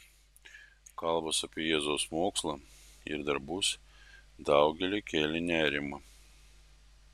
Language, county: Lithuanian, Vilnius